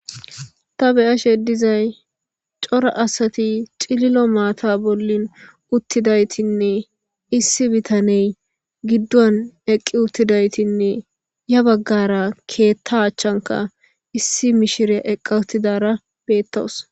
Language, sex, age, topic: Gamo, female, 18-24, government